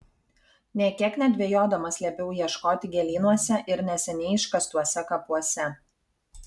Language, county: Lithuanian, Kaunas